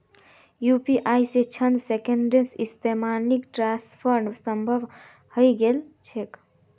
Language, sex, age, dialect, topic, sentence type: Magahi, female, 46-50, Northeastern/Surjapuri, banking, statement